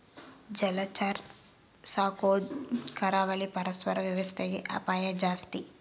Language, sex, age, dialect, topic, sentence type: Kannada, female, 18-24, Central, agriculture, statement